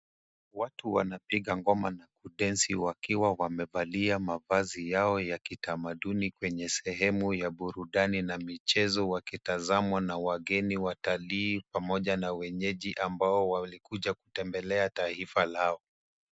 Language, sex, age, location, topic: Swahili, male, 36-49, Nairobi, government